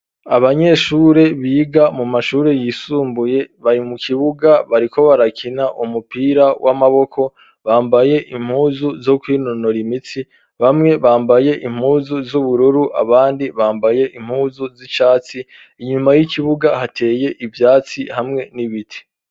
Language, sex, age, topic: Rundi, male, 25-35, education